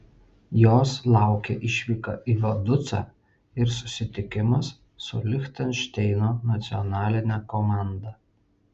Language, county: Lithuanian, Vilnius